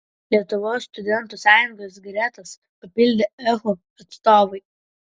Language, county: Lithuanian, Vilnius